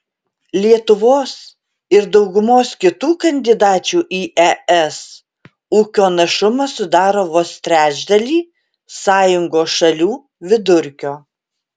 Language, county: Lithuanian, Alytus